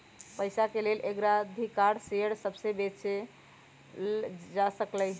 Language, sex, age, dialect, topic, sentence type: Magahi, male, 18-24, Western, banking, statement